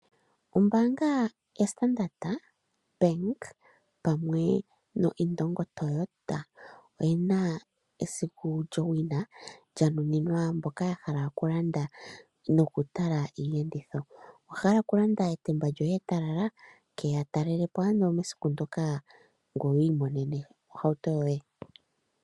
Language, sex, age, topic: Oshiwambo, male, 25-35, finance